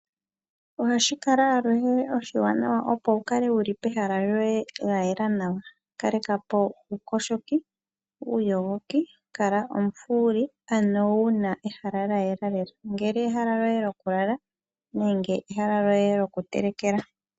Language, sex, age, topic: Oshiwambo, female, 36-49, finance